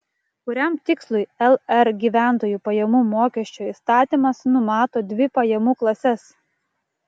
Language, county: Lithuanian, Klaipėda